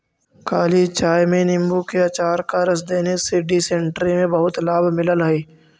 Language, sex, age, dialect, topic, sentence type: Magahi, male, 46-50, Central/Standard, agriculture, statement